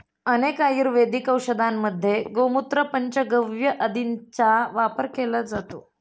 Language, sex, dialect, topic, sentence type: Marathi, female, Standard Marathi, agriculture, statement